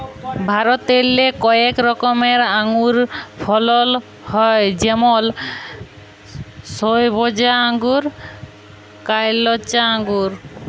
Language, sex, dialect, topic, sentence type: Bengali, female, Jharkhandi, agriculture, statement